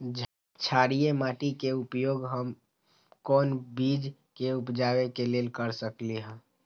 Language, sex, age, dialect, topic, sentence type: Magahi, male, 25-30, Western, agriculture, question